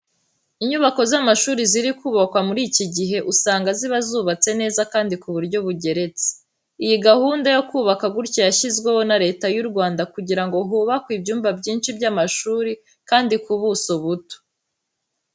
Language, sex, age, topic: Kinyarwanda, female, 18-24, education